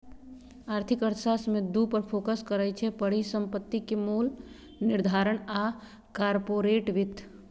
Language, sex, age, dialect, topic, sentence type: Magahi, female, 36-40, Western, banking, statement